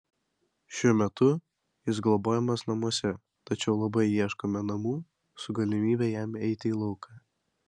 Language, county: Lithuanian, Vilnius